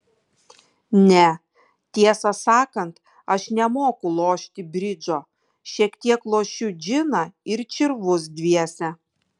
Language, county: Lithuanian, Kaunas